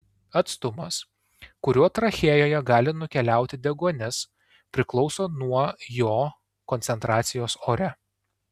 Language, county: Lithuanian, Tauragė